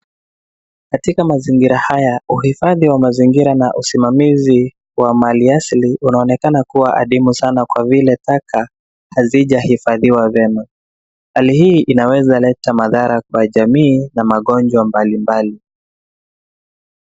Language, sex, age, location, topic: Swahili, male, 25-35, Nairobi, government